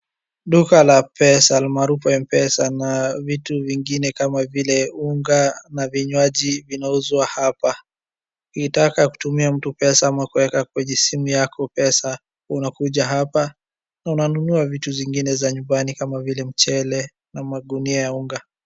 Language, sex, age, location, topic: Swahili, male, 50+, Wajir, finance